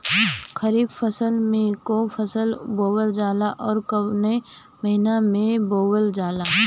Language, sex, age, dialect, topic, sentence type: Bhojpuri, female, 18-24, Northern, agriculture, question